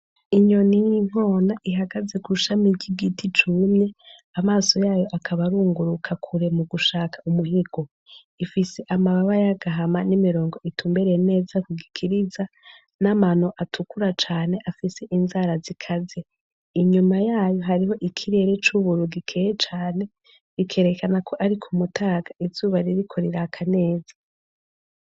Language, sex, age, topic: Rundi, female, 18-24, agriculture